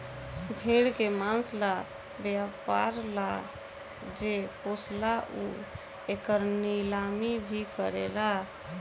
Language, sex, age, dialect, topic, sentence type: Bhojpuri, female, 18-24, Southern / Standard, agriculture, statement